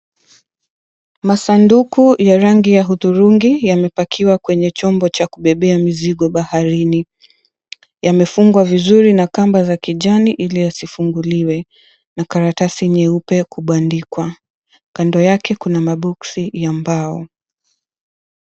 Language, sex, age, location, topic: Swahili, female, 25-35, Mombasa, government